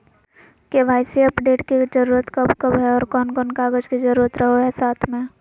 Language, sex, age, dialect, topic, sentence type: Magahi, female, 18-24, Southern, banking, question